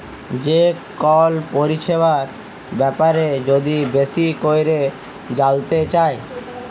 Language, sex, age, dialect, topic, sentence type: Bengali, male, 18-24, Jharkhandi, banking, statement